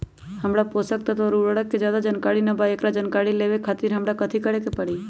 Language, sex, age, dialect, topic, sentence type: Magahi, male, 18-24, Western, agriculture, question